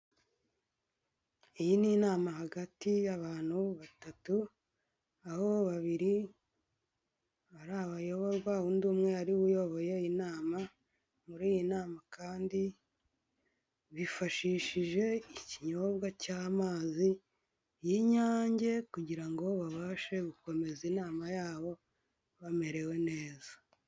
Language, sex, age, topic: Kinyarwanda, female, 25-35, government